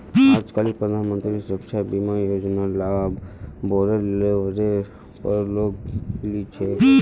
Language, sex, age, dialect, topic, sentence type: Magahi, male, 31-35, Northeastern/Surjapuri, banking, statement